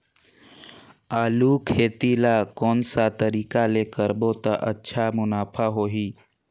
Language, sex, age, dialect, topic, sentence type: Chhattisgarhi, male, 46-50, Northern/Bhandar, agriculture, question